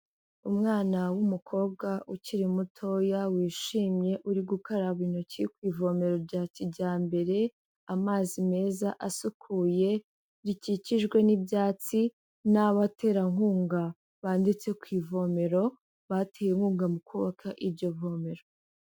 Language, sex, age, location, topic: Kinyarwanda, female, 18-24, Kigali, health